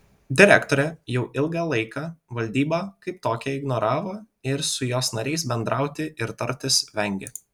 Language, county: Lithuanian, Vilnius